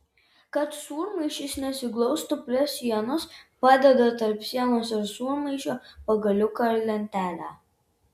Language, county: Lithuanian, Vilnius